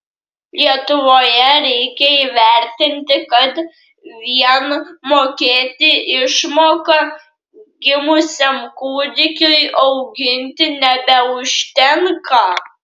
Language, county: Lithuanian, Klaipėda